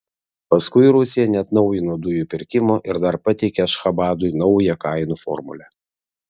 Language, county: Lithuanian, Vilnius